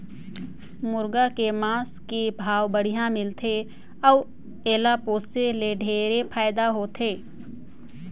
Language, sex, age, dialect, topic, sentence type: Chhattisgarhi, female, 60-100, Northern/Bhandar, agriculture, statement